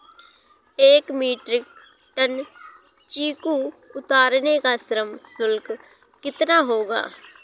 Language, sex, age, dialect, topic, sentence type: Hindi, female, 18-24, Awadhi Bundeli, agriculture, question